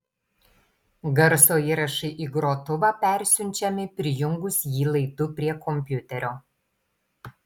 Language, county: Lithuanian, Tauragė